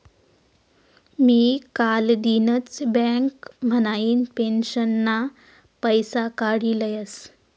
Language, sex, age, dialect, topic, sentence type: Marathi, female, 18-24, Northern Konkan, banking, statement